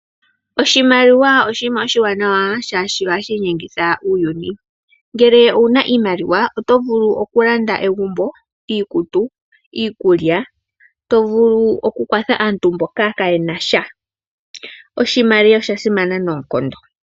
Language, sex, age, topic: Oshiwambo, female, 18-24, finance